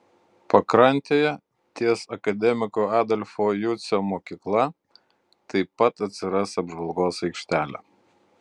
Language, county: Lithuanian, Utena